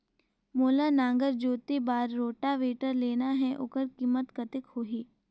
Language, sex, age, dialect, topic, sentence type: Chhattisgarhi, female, 18-24, Northern/Bhandar, agriculture, question